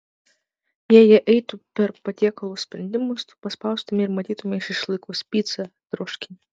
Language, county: Lithuanian, Vilnius